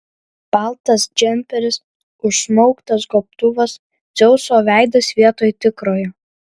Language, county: Lithuanian, Vilnius